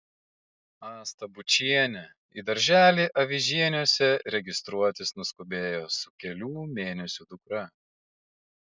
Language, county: Lithuanian, Klaipėda